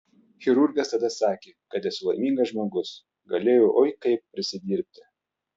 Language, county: Lithuanian, Telšiai